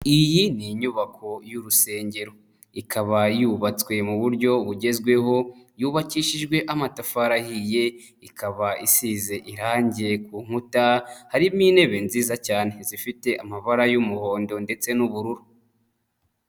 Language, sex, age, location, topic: Kinyarwanda, male, 25-35, Nyagatare, finance